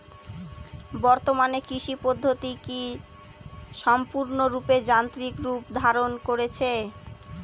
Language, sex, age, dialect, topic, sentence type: Bengali, female, 18-24, Northern/Varendri, agriculture, question